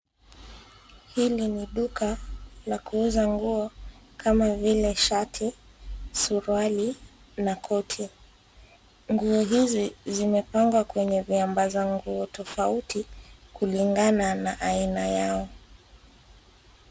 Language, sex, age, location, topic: Swahili, female, 25-35, Nairobi, finance